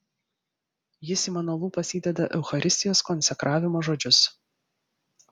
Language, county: Lithuanian, Vilnius